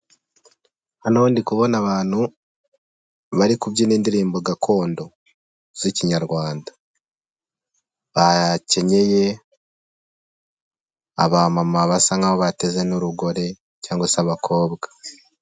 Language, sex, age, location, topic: Kinyarwanda, male, 18-24, Nyagatare, government